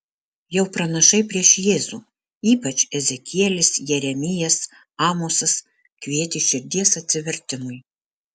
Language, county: Lithuanian, Alytus